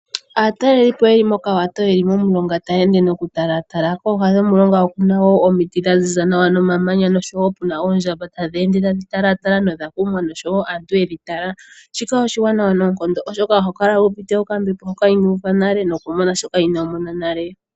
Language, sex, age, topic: Oshiwambo, female, 18-24, agriculture